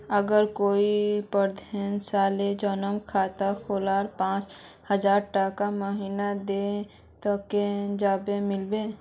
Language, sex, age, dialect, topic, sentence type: Magahi, female, 41-45, Northeastern/Surjapuri, banking, question